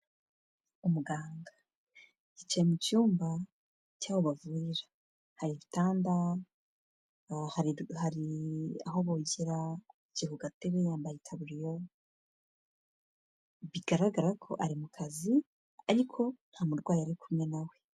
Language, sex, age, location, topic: Kinyarwanda, female, 25-35, Kigali, health